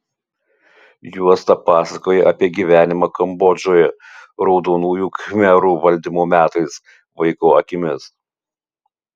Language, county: Lithuanian, Utena